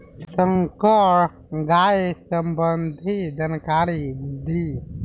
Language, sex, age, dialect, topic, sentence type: Bhojpuri, male, 18-24, Southern / Standard, agriculture, question